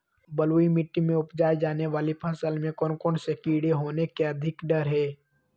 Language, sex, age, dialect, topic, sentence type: Magahi, male, 18-24, Western, agriculture, question